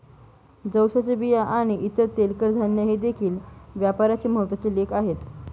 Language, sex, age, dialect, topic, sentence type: Marathi, female, 18-24, Northern Konkan, agriculture, statement